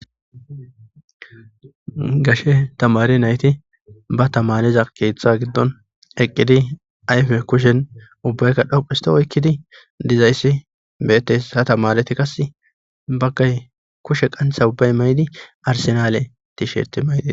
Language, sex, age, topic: Gamo, male, 25-35, government